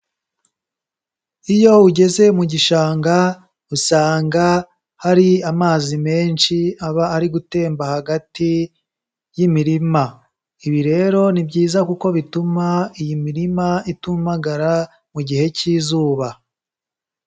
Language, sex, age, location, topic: Kinyarwanda, male, 18-24, Kigali, agriculture